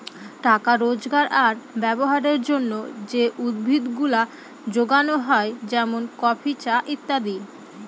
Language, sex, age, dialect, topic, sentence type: Bengali, female, 18-24, Northern/Varendri, agriculture, statement